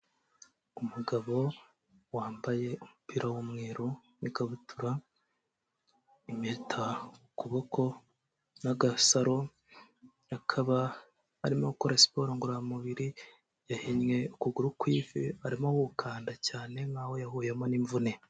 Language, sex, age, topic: Kinyarwanda, male, 25-35, health